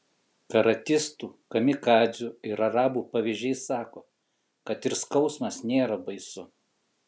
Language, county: Lithuanian, Kaunas